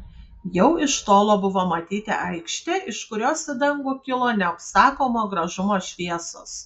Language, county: Lithuanian, Kaunas